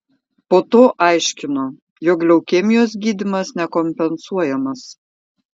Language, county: Lithuanian, Šiauliai